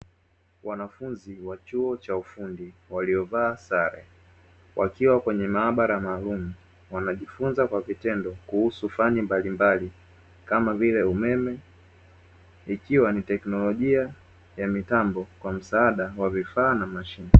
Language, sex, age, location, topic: Swahili, male, 18-24, Dar es Salaam, education